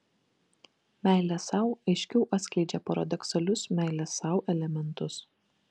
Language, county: Lithuanian, Kaunas